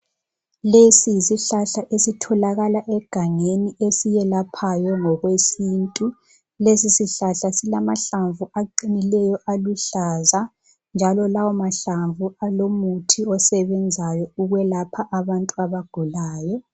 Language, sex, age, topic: North Ndebele, female, 18-24, health